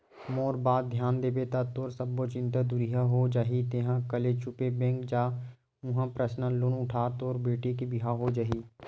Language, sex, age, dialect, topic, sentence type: Chhattisgarhi, male, 18-24, Western/Budati/Khatahi, banking, statement